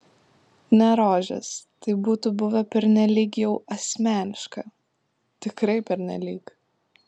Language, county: Lithuanian, Klaipėda